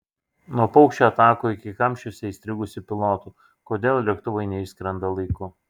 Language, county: Lithuanian, Šiauliai